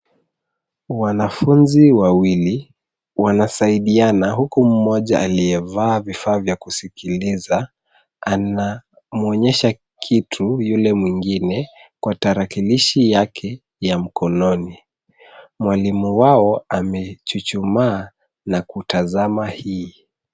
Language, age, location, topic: Swahili, 25-35, Nairobi, education